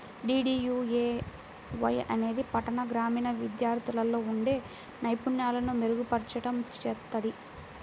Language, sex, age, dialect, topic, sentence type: Telugu, female, 18-24, Central/Coastal, banking, statement